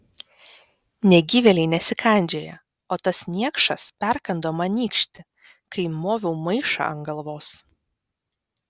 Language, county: Lithuanian, Vilnius